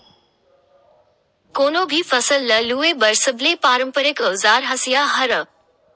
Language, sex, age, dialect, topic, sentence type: Chhattisgarhi, male, 18-24, Western/Budati/Khatahi, agriculture, statement